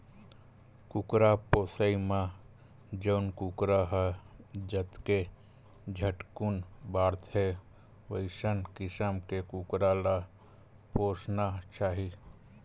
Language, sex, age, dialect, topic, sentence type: Chhattisgarhi, male, 31-35, Western/Budati/Khatahi, agriculture, statement